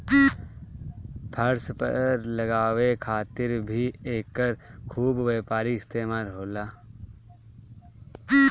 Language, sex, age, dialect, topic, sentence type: Bhojpuri, male, 18-24, Northern, agriculture, statement